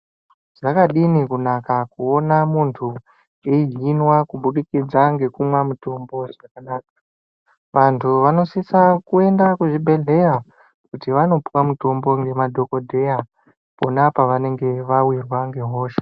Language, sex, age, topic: Ndau, male, 25-35, health